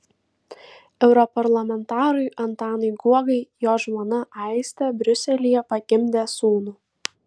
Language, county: Lithuanian, Vilnius